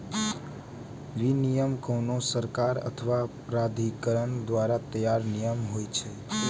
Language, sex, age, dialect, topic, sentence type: Maithili, male, 18-24, Eastern / Thethi, banking, statement